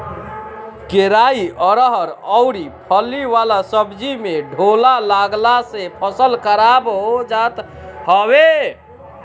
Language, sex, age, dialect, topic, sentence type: Bhojpuri, female, 51-55, Northern, agriculture, statement